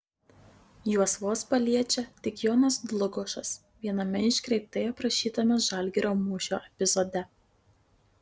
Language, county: Lithuanian, Marijampolė